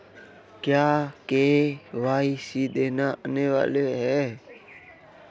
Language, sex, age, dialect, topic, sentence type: Hindi, male, 18-24, Marwari Dhudhari, banking, question